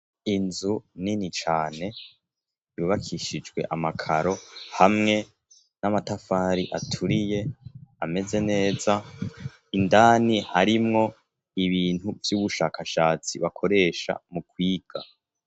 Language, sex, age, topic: Rundi, female, 18-24, education